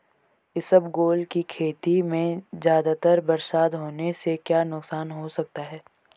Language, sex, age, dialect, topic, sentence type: Hindi, male, 18-24, Marwari Dhudhari, agriculture, question